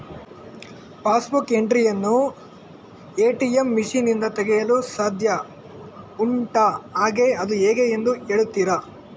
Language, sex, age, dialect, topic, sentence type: Kannada, male, 18-24, Coastal/Dakshin, banking, question